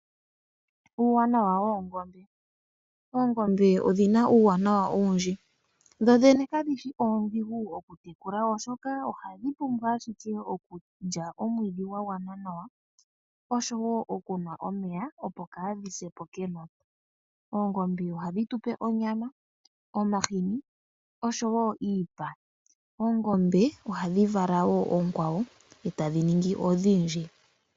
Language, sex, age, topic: Oshiwambo, male, 25-35, agriculture